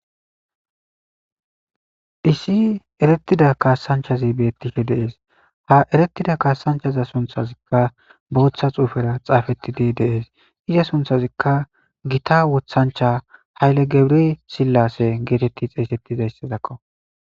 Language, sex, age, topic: Gamo, male, 18-24, government